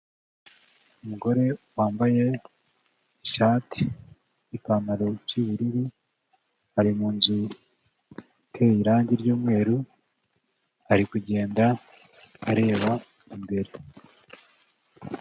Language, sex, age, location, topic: Kinyarwanda, male, 25-35, Kigali, health